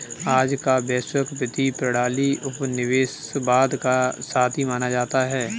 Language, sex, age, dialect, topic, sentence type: Hindi, male, 18-24, Kanauji Braj Bhasha, banking, statement